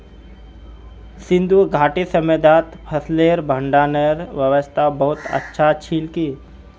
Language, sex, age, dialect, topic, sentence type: Magahi, male, 18-24, Northeastern/Surjapuri, agriculture, statement